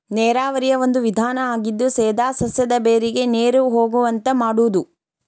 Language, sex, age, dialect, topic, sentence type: Kannada, female, 31-35, Dharwad Kannada, agriculture, statement